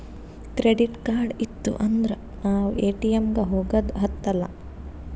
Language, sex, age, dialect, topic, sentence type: Kannada, female, 18-24, Northeastern, banking, statement